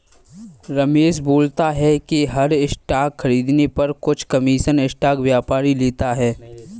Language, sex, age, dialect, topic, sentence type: Hindi, male, 18-24, Kanauji Braj Bhasha, banking, statement